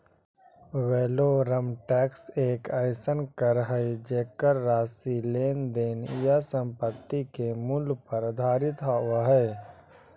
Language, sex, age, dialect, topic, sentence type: Magahi, male, 18-24, Central/Standard, banking, statement